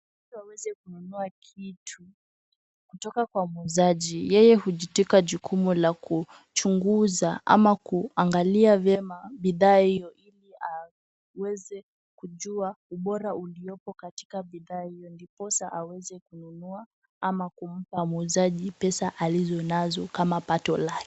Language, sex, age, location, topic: Swahili, female, 18-24, Kisumu, finance